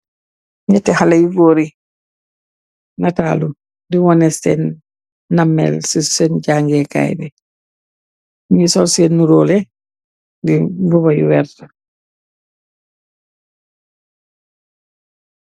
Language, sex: Wolof, female